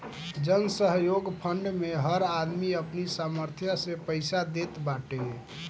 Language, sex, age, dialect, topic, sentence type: Bhojpuri, male, 18-24, Northern, banking, statement